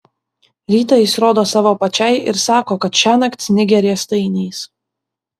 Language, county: Lithuanian, Vilnius